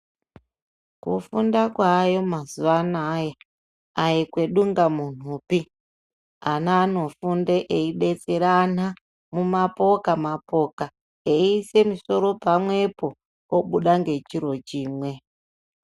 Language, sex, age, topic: Ndau, male, 36-49, education